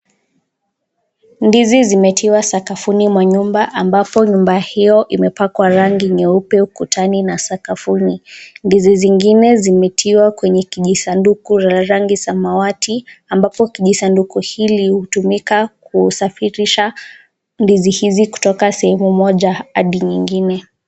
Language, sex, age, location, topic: Swahili, female, 18-24, Nakuru, agriculture